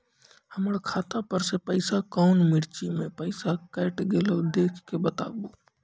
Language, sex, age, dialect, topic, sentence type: Maithili, male, 25-30, Angika, banking, question